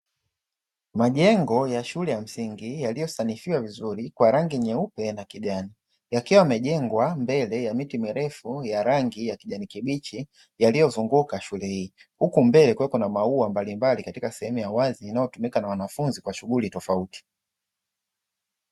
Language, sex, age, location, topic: Swahili, male, 25-35, Dar es Salaam, education